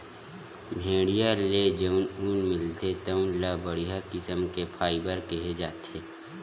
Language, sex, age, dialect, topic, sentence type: Chhattisgarhi, male, 18-24, Western/Budati/Khatahi, agriculture, statement